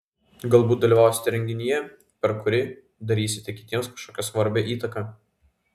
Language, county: Lithuanian, Vilnius